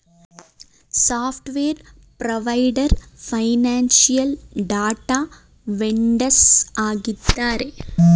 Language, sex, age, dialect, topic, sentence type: Kannada, female, 25-30, Mysore Kannada, banking, statement